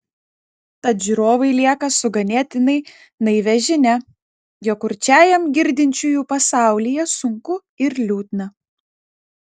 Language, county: Lithuanian, Klaipėda